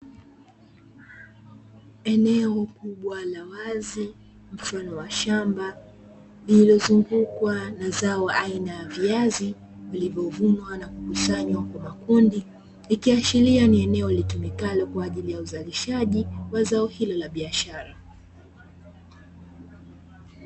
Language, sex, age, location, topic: Swahili, female, 25-35, Dar es Salaam, agriculture